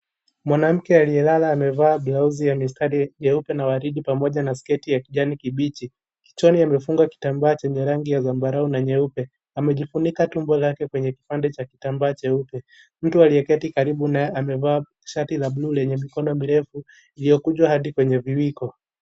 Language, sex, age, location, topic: Swahili, male, 18-24, Kisii, health